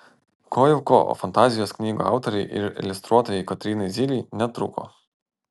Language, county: Lithuanian, Panevėžys